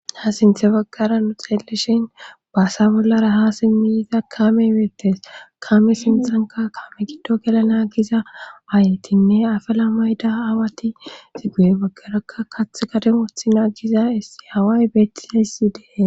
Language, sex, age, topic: Gamo, female, 18-24, government